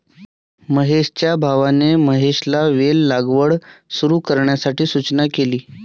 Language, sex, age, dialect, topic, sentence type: Marathi, male, 18-24, Varhadi, agriculture, statement